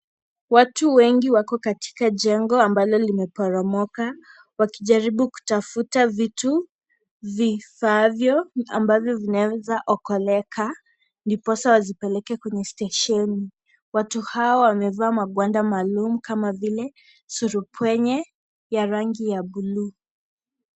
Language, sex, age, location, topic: Swahili, female, 25-35, Kisii, health